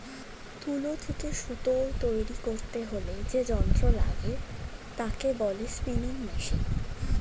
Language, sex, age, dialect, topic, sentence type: Bengali, female, 18-24, Standard Colloquial, agriculture, statement